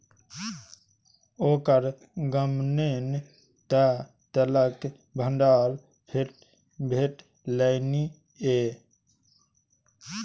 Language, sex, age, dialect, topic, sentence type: Maithili, male, 25-30, Bajjika, banking, statement